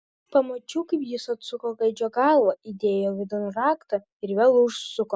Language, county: Lithuanian, Kaunas